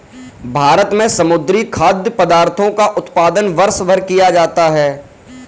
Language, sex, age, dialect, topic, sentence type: Hindi, male, 18-24, Kanauji Braj Bhasha, agriculture, statement